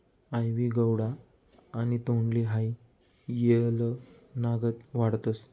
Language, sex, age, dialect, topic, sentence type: Marathi, male, 25-30, Northern Konkan, agriculture, statement